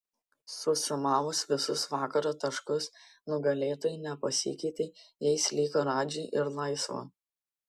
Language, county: Lithuanian, Panevėžys